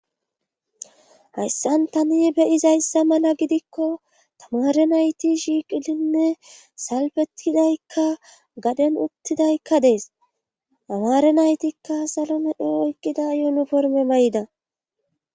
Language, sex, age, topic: Gamo, female, 25-35, government